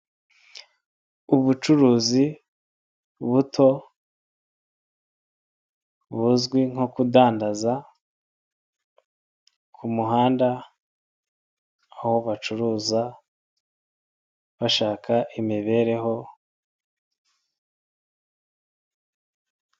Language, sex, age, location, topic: Kinyarwanda, male, 25-35, Nyagatare, finance